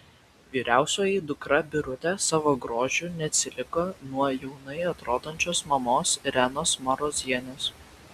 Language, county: Lithuanian, Vilnius